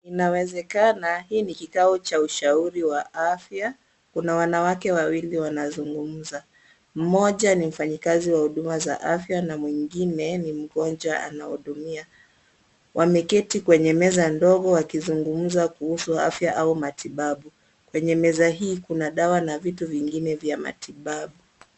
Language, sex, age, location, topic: Swahili, female, 25-35, Kisumu, health